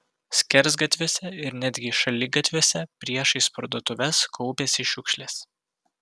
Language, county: Lithuanian, Vilnius